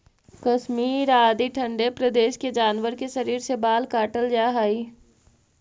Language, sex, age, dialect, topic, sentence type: Magahi, female, 60-100, Central/Standard, banking, statement